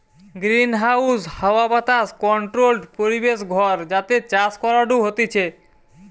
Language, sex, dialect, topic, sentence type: Bengali, male, Western, agriculture, statement